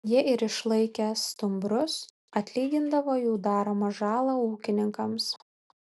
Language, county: Lithuanian, Vilnius